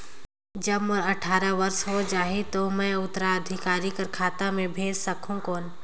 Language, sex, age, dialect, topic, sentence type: Chhattisgarhi, female, 18-24, Northern/Bhandar, banking, question